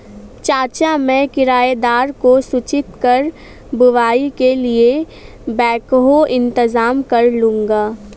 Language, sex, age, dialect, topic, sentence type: Hindi, female, 18-24, Awadhi Bundeli, agriculture, statement